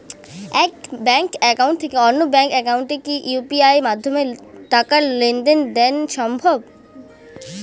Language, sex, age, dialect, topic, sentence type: Bengali, female, 18-24, Rajbangshi, banking, question